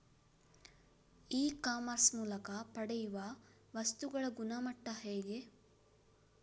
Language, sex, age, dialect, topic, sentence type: Kannada, female, 25-30, Coastal/Dakshin, agriculture, question